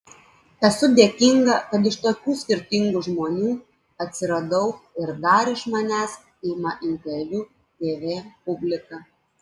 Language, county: Lithuanian, Klaipėda